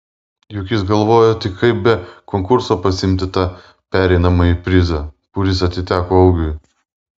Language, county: Lithuanian, Vilnius